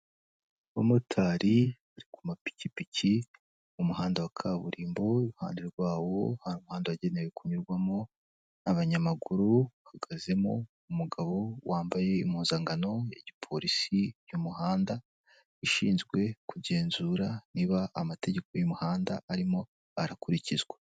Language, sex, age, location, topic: Kinyarwanda, male, 18-24, Kigali, government